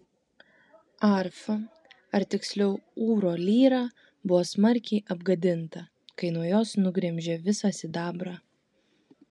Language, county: Lithuanian, Kaunas